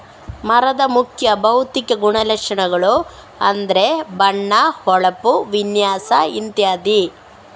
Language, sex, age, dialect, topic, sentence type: Kannada, female, 18-24, Coastal/Dakshin, agriculture, statement